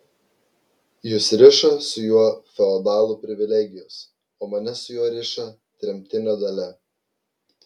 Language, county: Lithuanian, Klaipėda